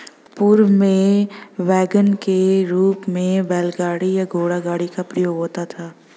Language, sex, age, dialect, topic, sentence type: Hindi, female, 18-24, Hindustani Malvi Khadi Boli, agriculture, statement